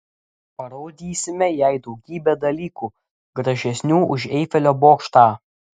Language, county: Lithuanian, Klaipėda